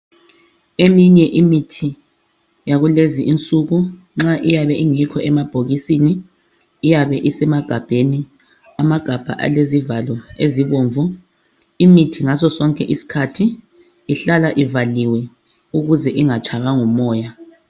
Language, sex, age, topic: North Ndebele, male, 36-49, health